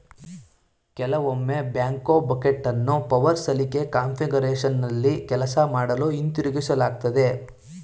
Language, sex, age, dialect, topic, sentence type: Kannada, male, 18-24, Mysore Kannada, agriculture, statement